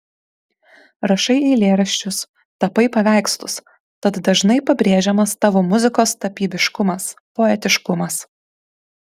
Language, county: Lithuanian, Kaunas